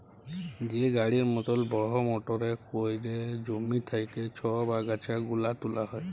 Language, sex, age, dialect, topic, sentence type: Bengali, male, 25-30, Jharkhandi, agriculture, statement